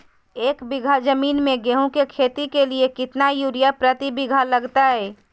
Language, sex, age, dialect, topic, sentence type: Magahi, female, 31-35, Southern, agriculture, question